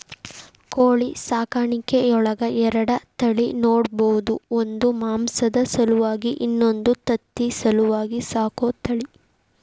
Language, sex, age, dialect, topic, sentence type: Kannada, female, 18-24, Dharwad Kannada, agriculture, statement